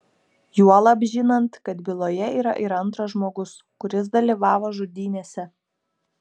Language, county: Lithuanian, Kaunas